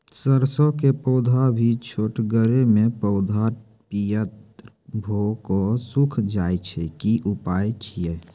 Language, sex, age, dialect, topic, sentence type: Maithili, male, 18-24, Angika, agriculture, question